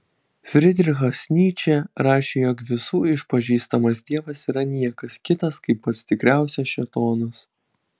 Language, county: Lithuanian, Kaunas